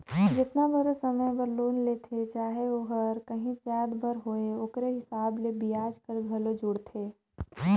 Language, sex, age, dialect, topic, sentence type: Chhattisgarhi, female, 25-30, Northern/Bhandar, banking, statement